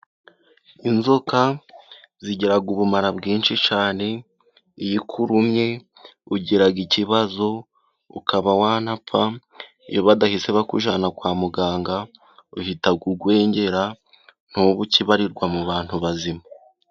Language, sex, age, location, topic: Kinyarwanda, male, 18-24, Musanze, agriculture